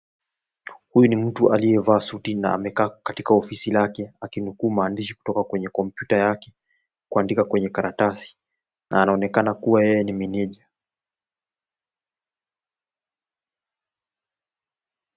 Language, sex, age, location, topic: Swahili, male, 18-24, Nairobi, education